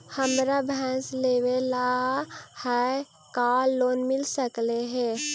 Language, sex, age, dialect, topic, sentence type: Magahi, female, 18-24, Central/Standard, banking, question